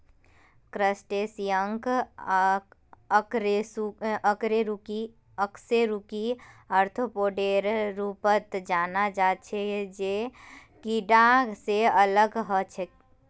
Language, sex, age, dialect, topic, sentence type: Magahi, female, 18-24, Northeastern/Surjapuri, agriculture, statement